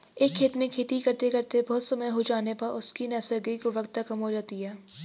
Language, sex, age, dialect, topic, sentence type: Hindi, female, 18-24, Garhwali, agriculture, statement